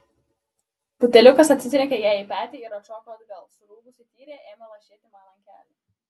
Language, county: Lithuanian, Klaipėda